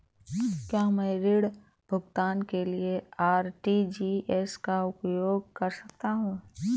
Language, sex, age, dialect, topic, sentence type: Hindi, female, 18-24, Awadhi Bundeli, banking, question